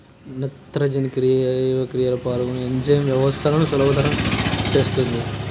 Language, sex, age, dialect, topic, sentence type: Telugu, male, 18-24, Central/Coastal, agriculture, question